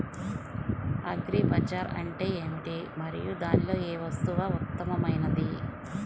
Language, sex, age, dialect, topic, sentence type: Telugu, male, 18-24, Central/Coastal, agriculture, question